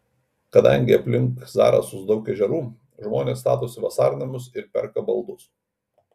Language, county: Lithuanian, Kaunas